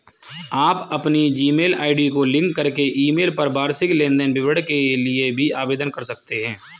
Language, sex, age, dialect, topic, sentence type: Hindi, male, 18-24, Kanauji Braj Bhasha, banking, statement